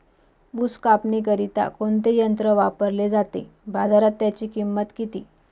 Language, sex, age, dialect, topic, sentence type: Marathi, female, 25-30, Northern Konkan, agriculture, question